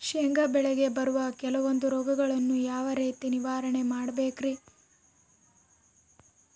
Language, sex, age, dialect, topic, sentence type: Kannada, female, 18-24, Central, agriculture, question